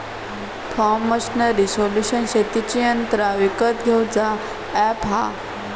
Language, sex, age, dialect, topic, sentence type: Marathi, female, 18-24, Southern Konkan, agriculture, statement